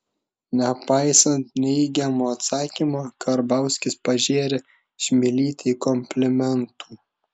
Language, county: Lithuanian, Šiauliai